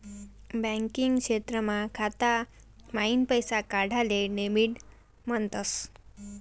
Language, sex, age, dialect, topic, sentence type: Marathi, female, 18-24, Northern Konkan, banking, statement